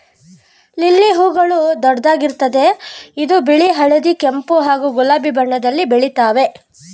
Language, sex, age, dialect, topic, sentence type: Kannada, female, 25-30, Mysore Kannada, agriculture, statement